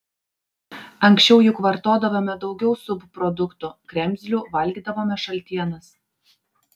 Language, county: Lithuanian, Klaipėda